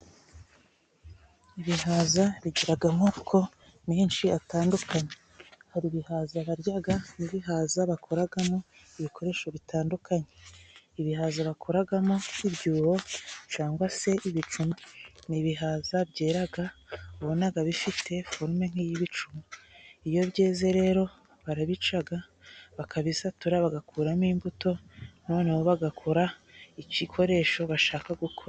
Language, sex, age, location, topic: Kinyarwanda, female, 25-35, Musanze, government